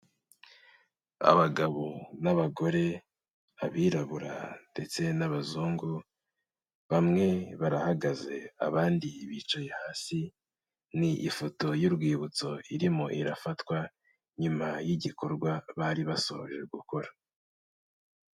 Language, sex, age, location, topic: Kinyarwanda, male, 18-24, Kigali, health